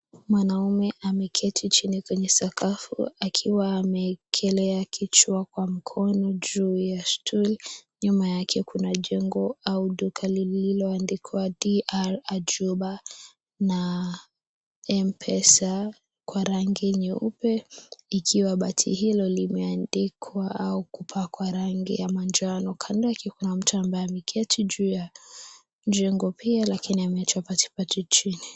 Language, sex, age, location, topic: Swahili, female, 18-24, Kisii, finance